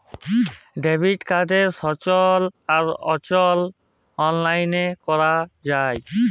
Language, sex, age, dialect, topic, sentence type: Bengali, male, 18-24, Jharkhandi, banking, statement